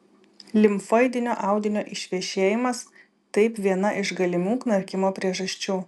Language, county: Lithuanian, Vilnius